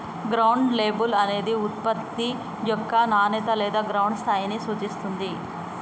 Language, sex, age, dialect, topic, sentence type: Telugu, female, 18-24, Telangana, banking, statement